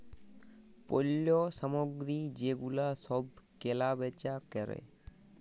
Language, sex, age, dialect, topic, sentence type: Bengali, male, 18-24, Jharkhandi, banking, statement